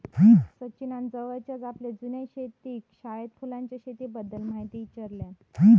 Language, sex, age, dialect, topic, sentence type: Marathi, female, 60-100, Southern Konkan, agriculture, statement